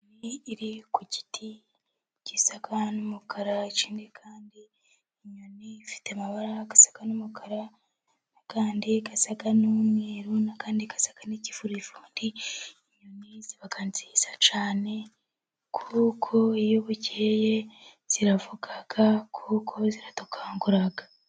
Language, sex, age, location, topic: Kinyarwanda, female, 25-35, Musanze, agriculture